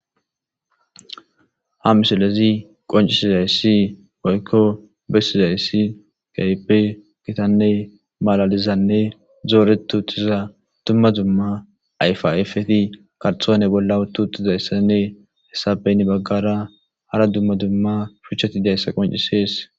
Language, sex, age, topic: Gamo, male, 25-35, agriculture